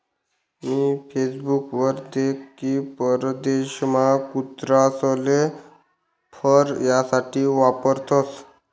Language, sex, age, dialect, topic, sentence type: Marathi, male, 18-24, Northern Konkan, agriculture, statement